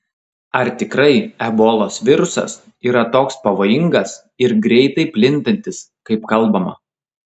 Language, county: Lithuanian, Klaipėda